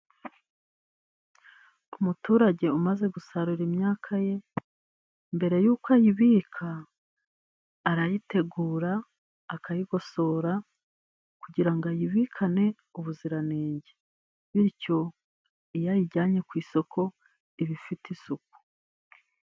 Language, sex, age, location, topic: Kinyarwanda, female, 36-49, Musanze, agriculture